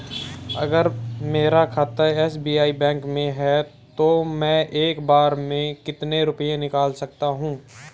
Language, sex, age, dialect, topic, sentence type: Hindi, male, 18-24, Marwari Dhudhari, banking, question